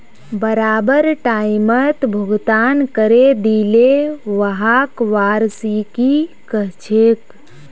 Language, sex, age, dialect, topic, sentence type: Magahi, female, 18-24, Northeastern/Surjapuri, banking, statement